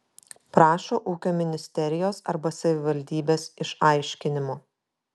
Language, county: Lithuanian, Kaunas